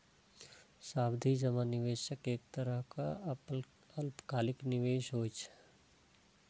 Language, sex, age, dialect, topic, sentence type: Maithili, male, 36-40, Eastern / Thethi, banking, statement